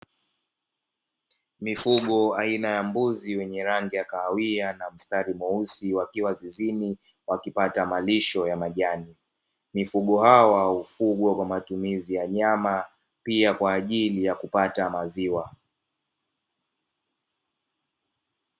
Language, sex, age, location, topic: Swahili, male, 18-24, Dar es Salaam, agriculture